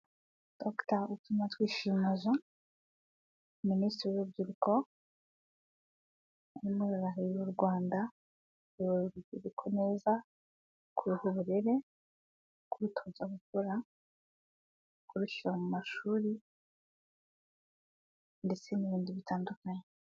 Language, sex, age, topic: Kinyarwanda, male, 18-24, government